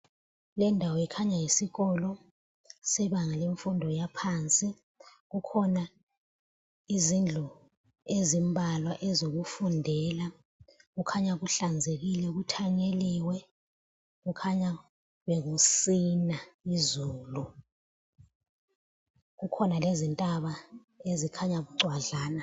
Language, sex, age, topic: North Ndebele, female, 36-49, education